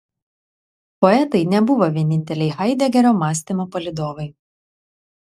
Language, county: Lithuanian, Klaipėda